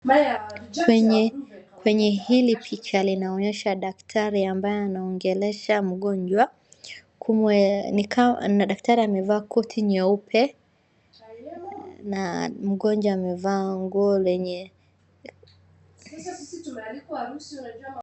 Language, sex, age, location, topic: Swahili, female, 25-35, Wajir, health